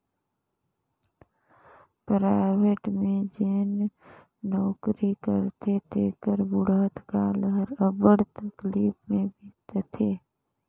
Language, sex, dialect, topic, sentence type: Chhattisgarhi, female, Northern/Bhandar, banking, statement